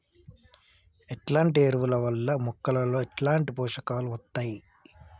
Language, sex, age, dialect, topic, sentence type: Telugu, male, 25-30, Telangana, agriculture, question